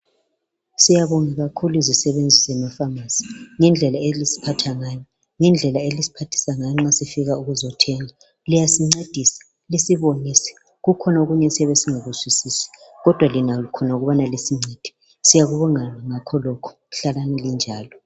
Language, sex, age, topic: North Ndebele, male, 36-49, health